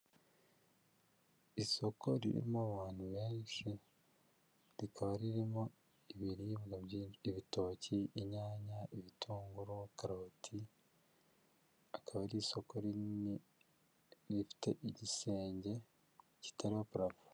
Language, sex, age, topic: Kinyarwanda, male, 25-35, finance